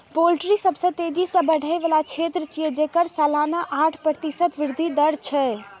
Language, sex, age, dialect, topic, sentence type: Maithili, female, 31-35, Eastern / Thethi, agriculture, statement